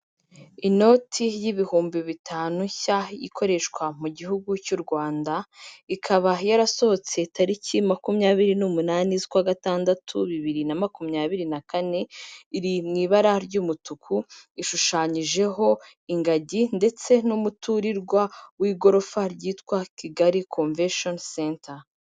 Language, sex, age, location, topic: Kinyarwanda, female, 25-35, Kigali, finance